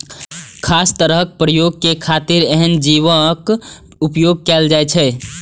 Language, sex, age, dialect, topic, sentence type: Maithili, male, 18-24, Eastern / Thethi, agriculture, statement